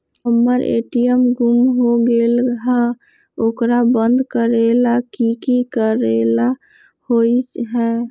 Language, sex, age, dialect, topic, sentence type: Magahi, male, 36-40, Western, banking, question